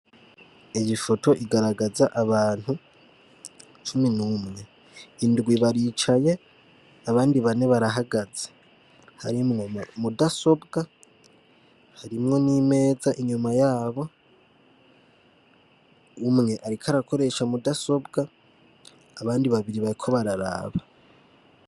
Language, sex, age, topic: Rundi, male, 18-24, education